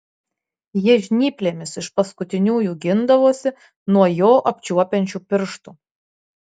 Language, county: Lithuanian, Marijampolė